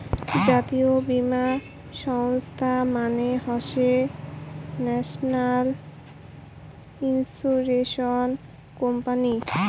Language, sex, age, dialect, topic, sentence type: Bengali, female, 18-24, Rajbangshi, banking, statement